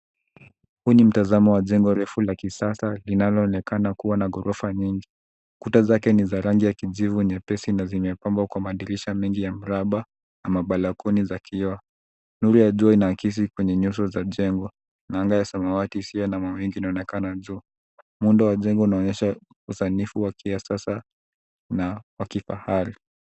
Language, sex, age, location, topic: Swahili, male, 18-24, Nairobi, finance